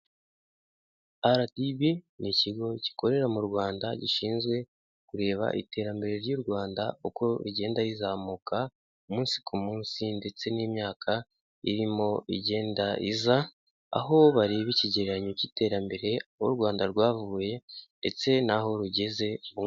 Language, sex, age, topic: Kinyarwanda, male, 18-24, government